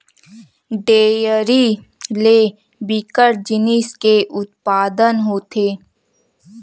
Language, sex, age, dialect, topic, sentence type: Chhattisgarhi, female, 18-24, Western/Budati/Khatahi, agriculture, statement